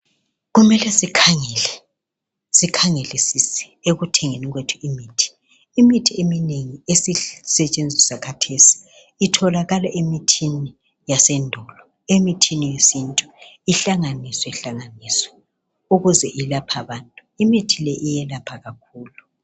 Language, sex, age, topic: North Ndebele, male, 36-49, health